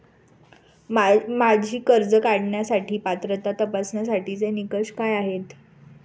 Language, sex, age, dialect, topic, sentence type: Marathi, female, 25-30, Standard Marathi, banking, question